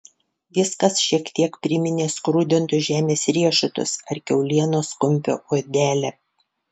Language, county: Lithuanian, Panevėžys